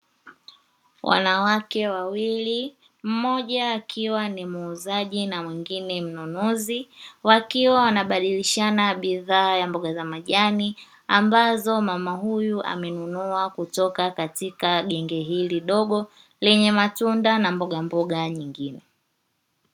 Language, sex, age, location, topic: Swahili, female, 25-35, Dar es Salaam, finance